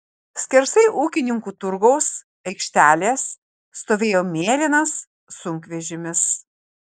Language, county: Lithuanian, Kaunas